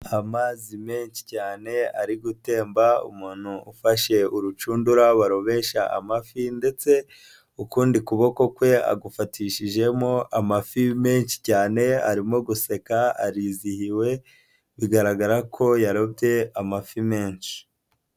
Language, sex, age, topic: Kinyarwanda, male, 25-35, agriculture